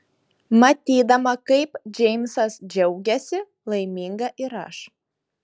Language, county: Lithuanian, Šiauliai